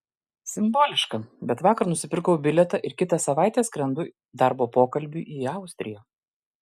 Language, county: Lithuanian, Klaipėda